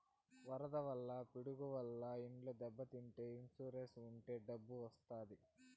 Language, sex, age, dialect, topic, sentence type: Telugu, male, 18-24, Southern, banking, statement